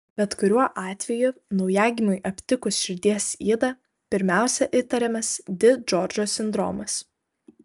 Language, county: Lithuanian, Kaunas